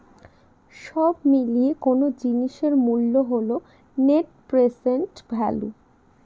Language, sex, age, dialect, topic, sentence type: Bengali, female, 31-35, Northern/Varendri, banking, statement